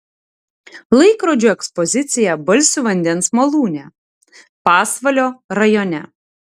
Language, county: Lithuanian, Tauragė